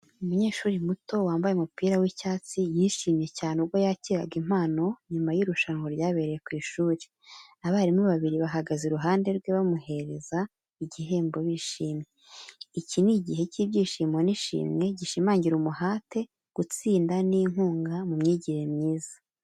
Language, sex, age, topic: Kinyarwanda, female, 18-24, education